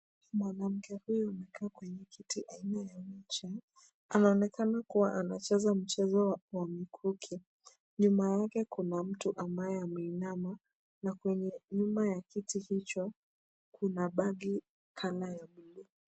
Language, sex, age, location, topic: Swahili, female, 18-24, Kisumu, education